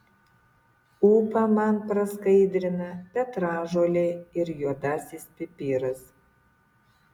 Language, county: Lithuanian, Utena